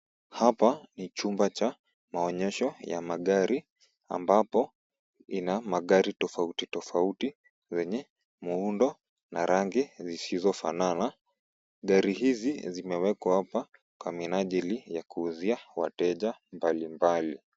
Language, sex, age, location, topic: Swahili, female, 25-35, Kisumu, finance